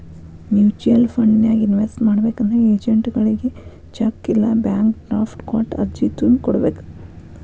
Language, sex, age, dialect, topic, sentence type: Kannada, female, 36-40, Dharwad Kannada, banking, statement